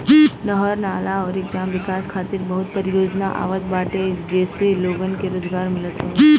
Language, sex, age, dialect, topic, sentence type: Bhojpuri, female, 18-24, Northern, banking, statement